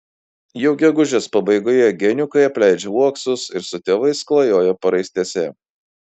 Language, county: Lithuanian, Kaunas